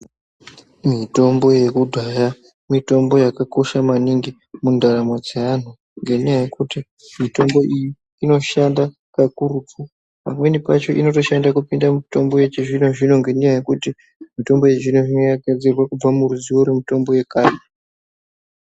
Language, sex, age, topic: Ndau, female, 36-49, health